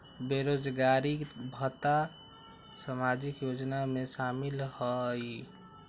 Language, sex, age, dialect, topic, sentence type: Magahi, male, 18-24, Western, banking, question